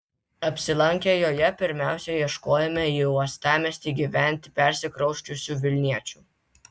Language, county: Lithuanian, Vilnius